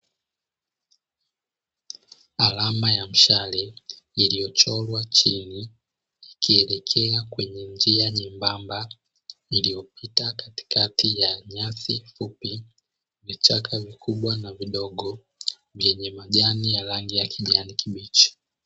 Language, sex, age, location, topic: Swahili, male, 25-35, Dar es Salaam, agriculture